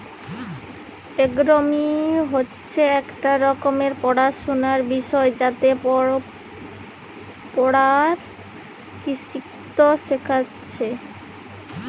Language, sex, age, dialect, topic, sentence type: Bengali, female, 31-35, Western, agriculture, statement